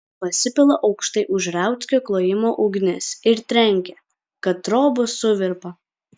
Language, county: Lithuanian, Kaunas